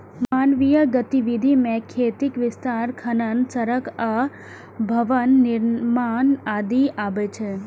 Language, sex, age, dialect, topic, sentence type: Maithili, female, 25-30, Eastern / Thethi, agriculture, statement